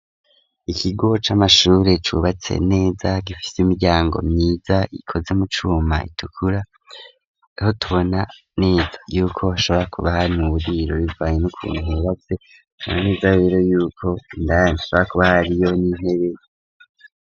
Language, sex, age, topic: Rundi, male, 25-35, education